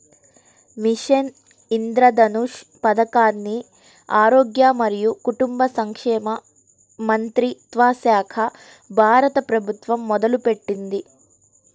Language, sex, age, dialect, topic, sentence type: Telugu, male, 31-35, Central/Coastal, banking, statement